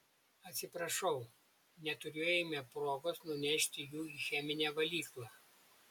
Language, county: Lithuanian, Šiauliai